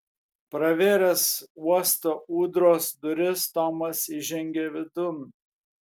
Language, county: Lithuanian, Kaunas